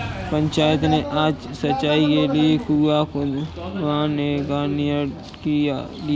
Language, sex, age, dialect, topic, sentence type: Hindi, male, 25-30, Kanauji Braj Bhasha, agriculture, statement